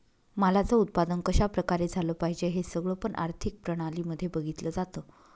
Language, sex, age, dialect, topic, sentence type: Marathi, female, 25-30, Northern Konkan, banking, statement